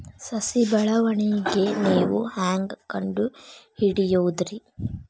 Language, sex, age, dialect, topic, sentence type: Kannada, female, 25-30, Dharwad Kannada, agriculture, question